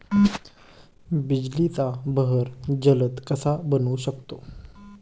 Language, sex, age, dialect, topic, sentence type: Marathi, male, 25-30, Standard Marathi, agriculture, question